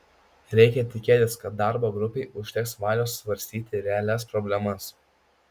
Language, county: Lithuanian, Kaunas